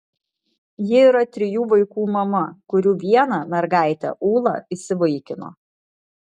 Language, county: Lithuanian, Vilnius